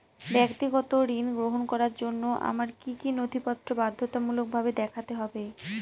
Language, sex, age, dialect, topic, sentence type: Bengali, female, 18-24, Northern/Varendri, banking, question